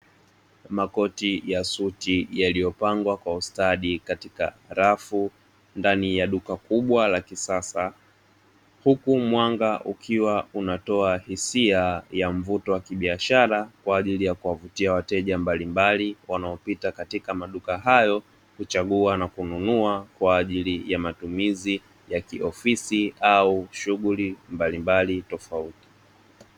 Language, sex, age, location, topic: Swahili, male, 18-24, Dar es Salaam, finance